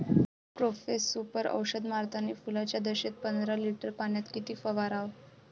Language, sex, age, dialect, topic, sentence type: Marathi, female, 25-30, Varhadi, agriculture, question